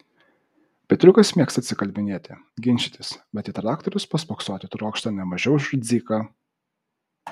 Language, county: Lithuanian, Vilnius